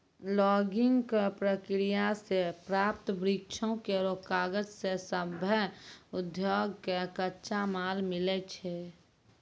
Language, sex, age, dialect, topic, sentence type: Maithili, female, 18-24, Angika, agriculture, statement